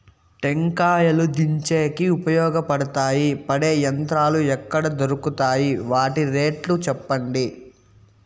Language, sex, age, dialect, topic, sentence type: Telugu, male, 18-24, Southern, agriculture, question